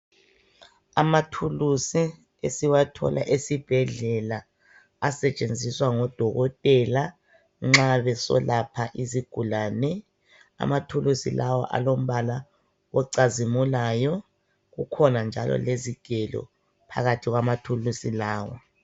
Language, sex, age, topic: North Ndebele, female, 36-49, health